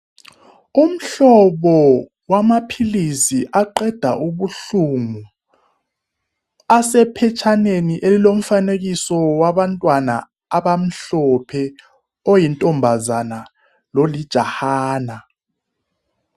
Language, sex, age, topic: North Ndebele, male, 36-49, health